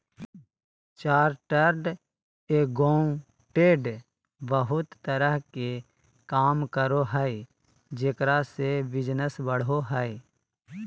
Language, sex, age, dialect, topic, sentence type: Magahi, male, 31-35, Southern, banking, statement